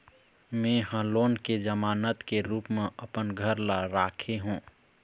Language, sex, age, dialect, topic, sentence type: Chhattisgarhi, male, 60-100, Eastern, banking, statement